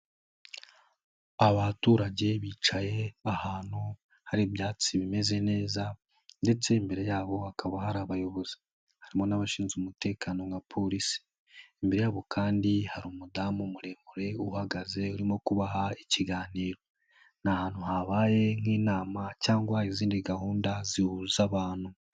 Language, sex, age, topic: Kinyarwanda, male, 18-24, government